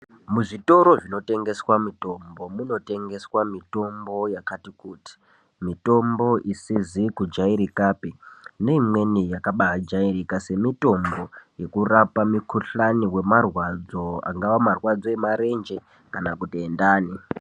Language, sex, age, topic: Ndau, female, 18-24, health